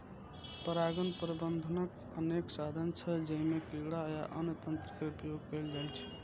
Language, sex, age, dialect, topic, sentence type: Maithili, male, 25-30, Eastern / Thethi, agriculture, statement